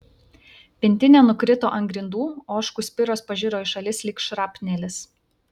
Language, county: Lithuanian, Vilnius